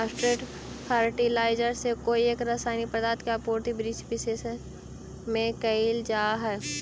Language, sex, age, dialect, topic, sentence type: Magahi, female, 18-24, Central/Standard, banking, statement